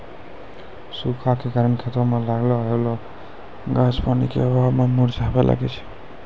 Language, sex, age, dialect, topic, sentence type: Maithili, female, 25-30, Angika, agriculture, statement